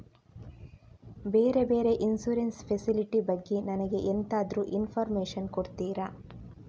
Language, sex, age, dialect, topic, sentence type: Kannada, female, 18-24, Coastal/Dakshin, banking, question